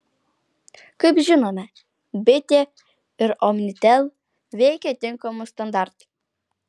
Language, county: Lithuanian, Alytus